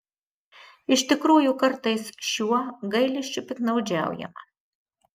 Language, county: Lithuanian, Marijampolė